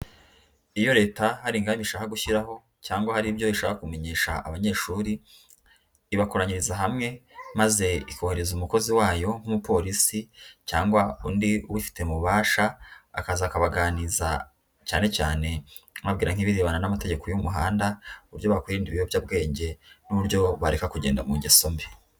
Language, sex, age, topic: Kinyarwanda, female, 18-24, education